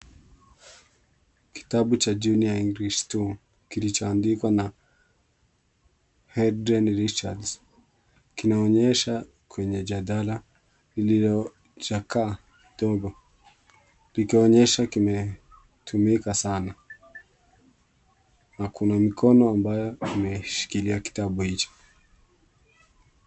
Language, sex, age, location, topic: Swahili, male, 18-24, Kisumu, education